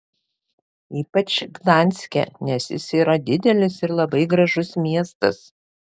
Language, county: Lithuanian, Panevėžys